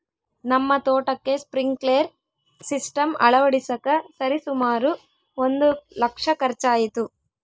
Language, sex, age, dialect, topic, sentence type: Kannada, female, 18-24, Central, agriculture, statement